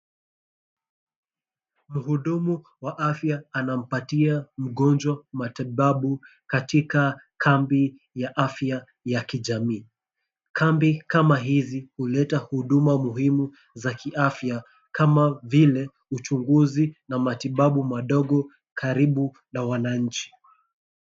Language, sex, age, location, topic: Swahili, male, 25-35, Mombasa, health